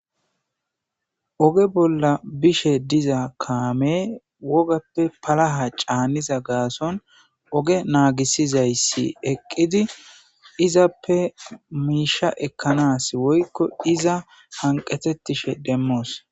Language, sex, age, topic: Gamo, male, 18-24, government